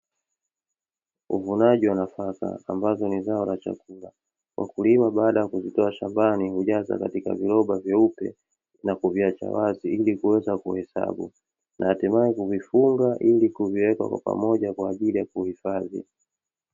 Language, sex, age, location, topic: Swahili, male, 36-49, Dar es Salaam, agriculture